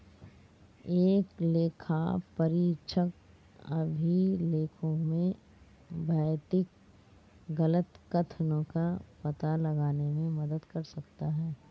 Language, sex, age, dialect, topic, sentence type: Hindi, female, 36-40, Marwari Dhudhari, banking, statement